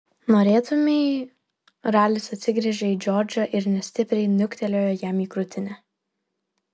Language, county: Lithuanian, Vilnius